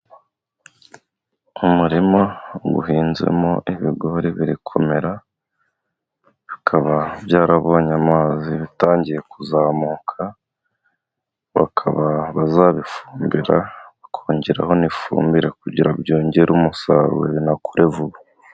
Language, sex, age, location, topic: Kinyarwanda, male, 25-35, Musanze, agriculture